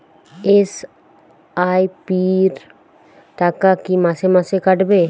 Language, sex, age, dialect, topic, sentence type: Bengali, female, 18-24, Jharkhandi, banking, question